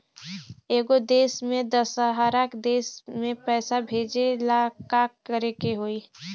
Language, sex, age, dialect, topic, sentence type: Bhojpuri, female, 18-24, Western, banking, question